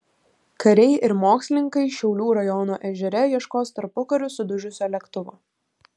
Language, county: Lithuanian, Kaunas